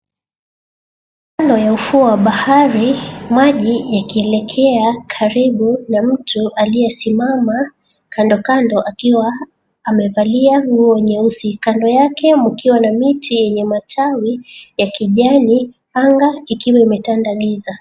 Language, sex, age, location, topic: Swahili, female, 25-35, Mombasa, government